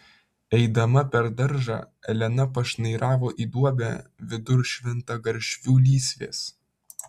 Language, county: Lithuanian, Vilnius